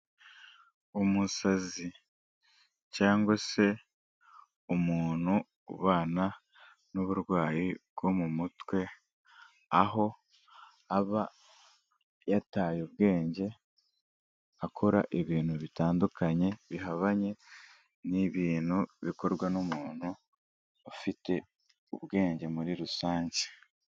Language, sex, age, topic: Kinyarwanda, male, 18-24, health